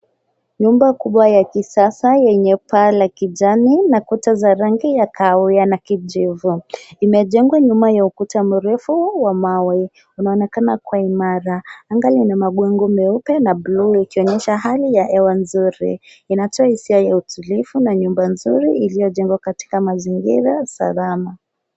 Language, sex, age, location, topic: Swahili, female, 18-24, Nairobi, finance